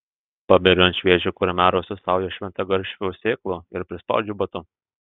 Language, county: Lithuanian, Telšiai